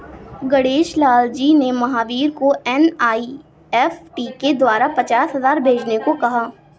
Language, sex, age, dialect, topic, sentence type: Hindi, female, 46-50, Awadhi Bundeli, banking, statement